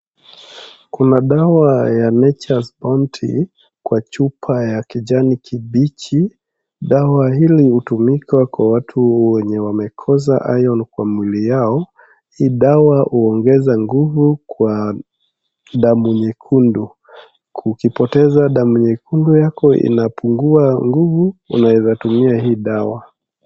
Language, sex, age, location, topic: Swahili, male, 25-35, Wajir, health